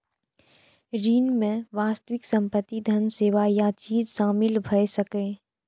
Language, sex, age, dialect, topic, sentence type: Maithili, female, 18-24, Eastern / Thethi, banking, statement